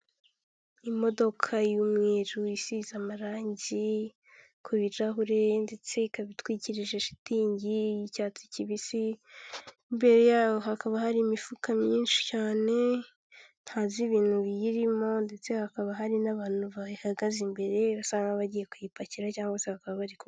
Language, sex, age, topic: Kinyarwanda, female, 18-24, government